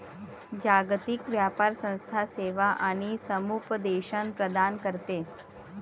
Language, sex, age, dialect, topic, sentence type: Marathi, female, 36-40, Varhadi, banking, statement